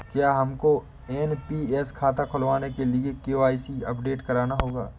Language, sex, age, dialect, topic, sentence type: Hindi, male, 18-24, Awadhi Bundeli, banking, statement